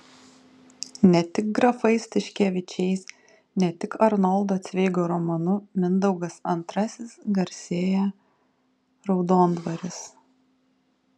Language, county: Lithuanian, Kaunas